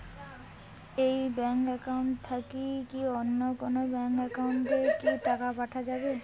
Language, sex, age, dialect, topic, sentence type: Bengali, female, 18-24, Rajbangshi, banking, question